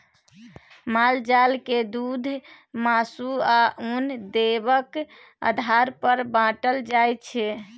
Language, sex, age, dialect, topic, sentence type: Maithili, female, 60-100, Bajjika, agriculture, statement